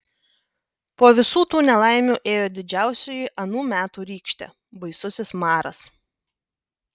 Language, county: Lithuanian, Panevėžys